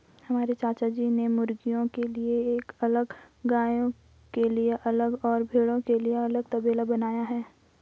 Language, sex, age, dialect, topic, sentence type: Hindi, female, 25-30, Garhwali, agriculture, statement